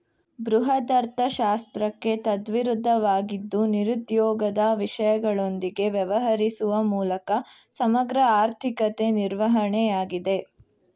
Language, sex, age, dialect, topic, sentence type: Kannada, female, 18-24, Mysore Kannada, banking, statement